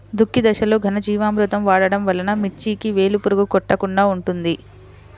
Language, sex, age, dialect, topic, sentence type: Telugu, female, 60-100, Central/Coastal, agriculture, question